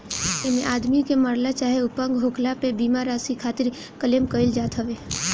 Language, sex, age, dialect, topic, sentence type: Bhojpuri, female, 18-24, Northern, banking, statement